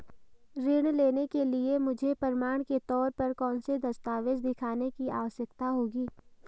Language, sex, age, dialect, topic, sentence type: Hindi, female, 18-24, Marwari Dhudhari, banking, statement